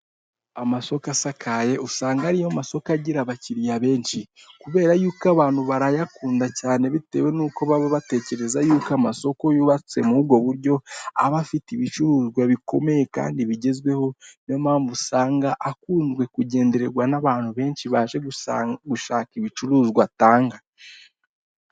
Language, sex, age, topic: Kinyarwanda, male, 18-24, finance